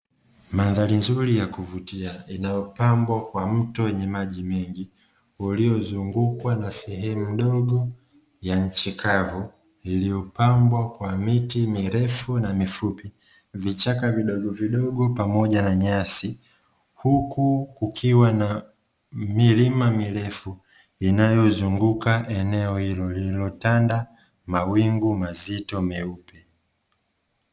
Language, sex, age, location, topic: Swahili, male, 25-35, Dar es Salaam, agriculture